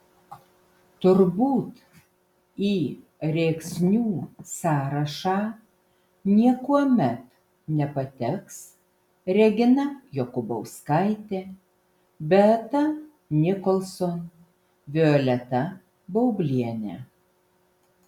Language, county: Lithuanian, Vilnius